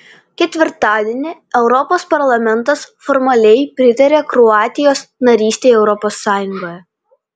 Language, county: Lithuanian, Panevėžys